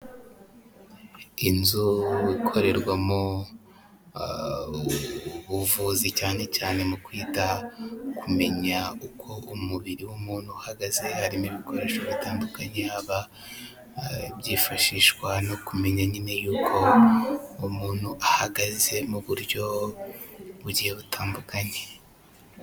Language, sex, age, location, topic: Kinyarwanda, male, 18-24, Huye, health